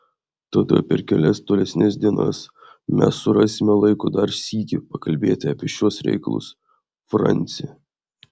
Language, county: Lithuanian, Vilnius